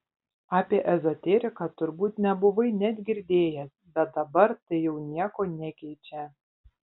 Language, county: Lithuanian, Panevėžys